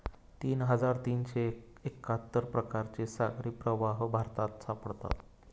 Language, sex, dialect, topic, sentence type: Marathi, male, Standard Marathi, agriculture, statement